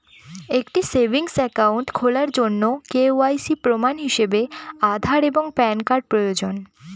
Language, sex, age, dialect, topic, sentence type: Bengali, female, 18-24, Northern/Varendri, banking, statement